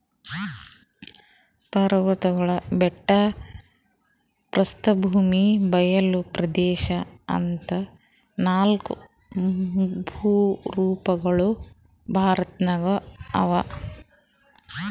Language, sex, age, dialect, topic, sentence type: Kannada, female, 41-45, Northeastern, agriculture, statement